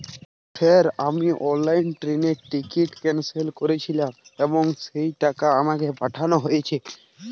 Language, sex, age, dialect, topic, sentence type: Bengali, male, 18-24, Jharkhandi, banking, question